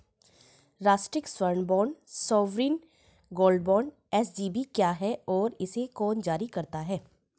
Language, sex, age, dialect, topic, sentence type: Hindi, female, 41-45, Hindustani Malvi Khadi Boli, banking, question